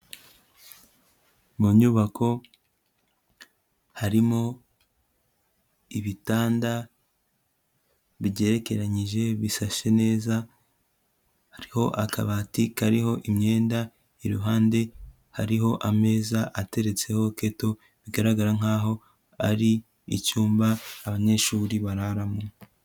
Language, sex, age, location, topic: Kinyarwanda, male, 18-24, Kigali, education